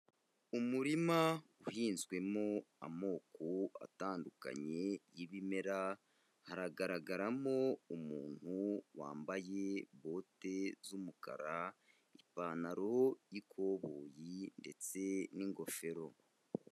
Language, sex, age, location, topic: Kinyarwanda, male, 18-24, Kigali, agriculture